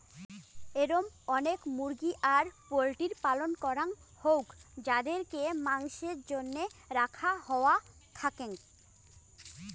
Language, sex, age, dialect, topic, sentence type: Bengali, female, 25-30, Rajbangshi, agriculture, statement